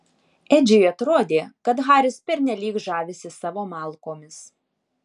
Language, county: Lithuanian, Alytus